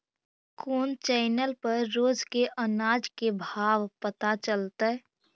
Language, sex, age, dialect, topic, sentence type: Magahi, female, 18-24, Central/Standard, agriculture, question